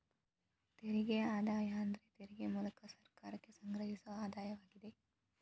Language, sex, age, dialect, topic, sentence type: Kannada, female, 18-24, Dharwad Kannada, banking, statement